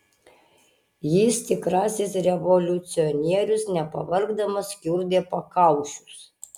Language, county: Lithuanian, Utena